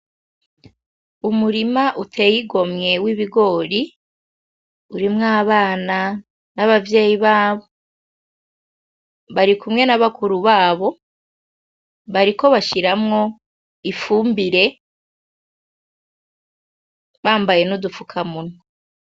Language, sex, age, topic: Rundi, female, 25-35, agriculture